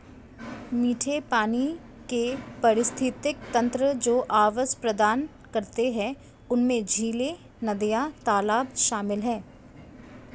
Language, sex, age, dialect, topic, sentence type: Hindi, female, 25-30, Hindustani Malvi Khadi Boli, agriculture, statement